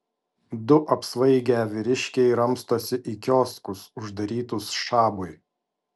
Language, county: Lithuanian, Vilnius